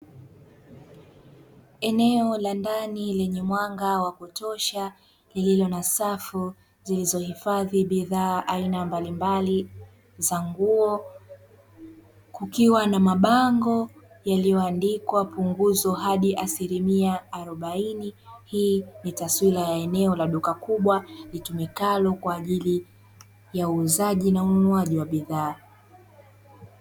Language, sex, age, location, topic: Swahili, female, 25-35, Dar es Salaam, finance